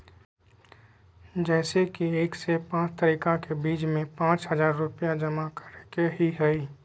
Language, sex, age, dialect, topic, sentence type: Magahi, male, 25-30, Western, banking, question